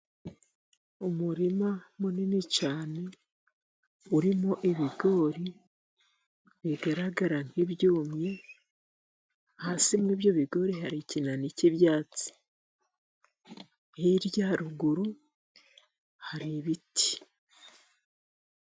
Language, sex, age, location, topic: Kinyarwanda, female, 50+, Musanze, agriculture